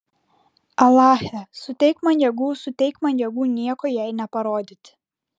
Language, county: Lithuanian, Klaipėda